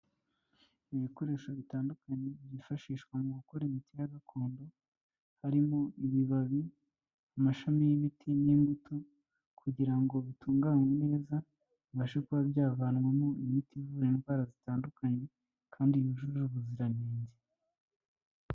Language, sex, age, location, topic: Kinyarwanda, male, 25-35, Kigali, health